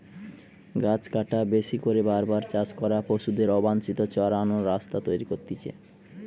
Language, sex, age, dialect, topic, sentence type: Bengali, male, 31-35, Western, agriculture, statement